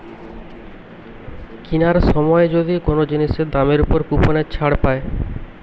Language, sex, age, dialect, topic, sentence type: Bengali, male, 25-30, Western, banking, statement